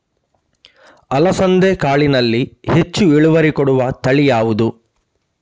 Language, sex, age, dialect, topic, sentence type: Kannada, male, 31-35, Coastal/Dakshin, agriculture, question